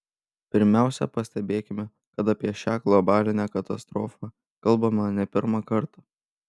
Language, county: Lithuanian, Panevėžys